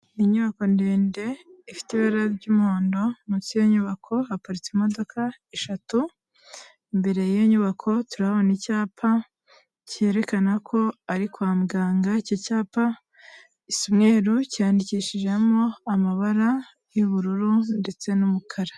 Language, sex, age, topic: Kinyarwanda, female, 18-24, health